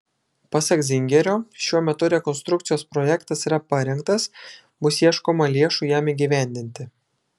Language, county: Lithuanian, Šiauliai